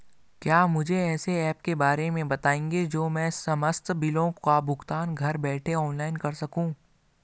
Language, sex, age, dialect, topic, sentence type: Hindi, male, 18-24, Garhwali, banking, question